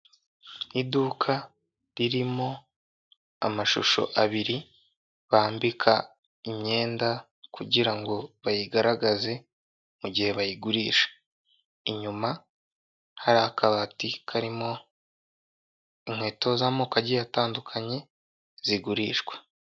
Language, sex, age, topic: Kinyarwanda, male, 18-24, finance